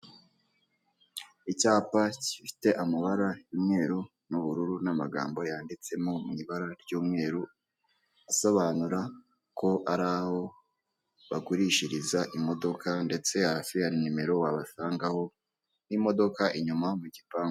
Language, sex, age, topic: Kinyarwanda, male, 18-24, finance